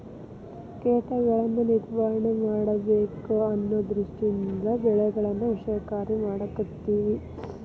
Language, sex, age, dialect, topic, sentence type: Kannada, female, 18-24, Dharwad Kannada, agriculture, statement